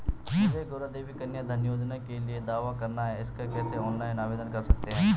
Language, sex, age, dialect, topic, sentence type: Hindi, male, 18-24, Garhwali, banking, question